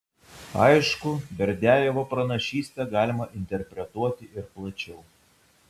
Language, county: Lithuanian, Vilnius